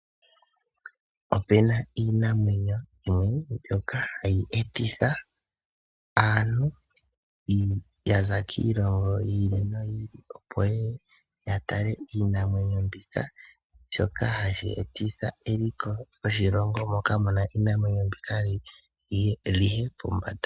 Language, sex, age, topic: Oshiwambo, male, 18-24, agriculture